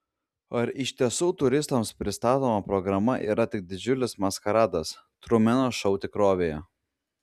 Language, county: Lithuanian, Klaipėda